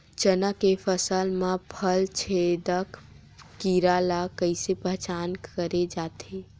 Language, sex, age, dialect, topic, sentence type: Chhattisgarhi, female, 18-24, Western/Budati/Khatahi, agriculture, question